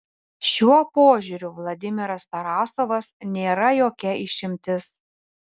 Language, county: Lithuanian, Panevėžys